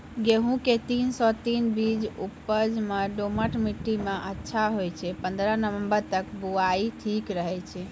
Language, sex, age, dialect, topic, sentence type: Maithili, female, 31-35, Angika, agriculture, question